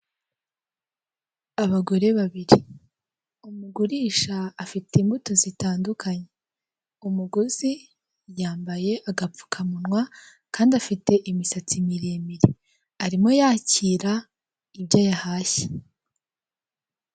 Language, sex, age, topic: Kinyarwanda, female, 18-24, finance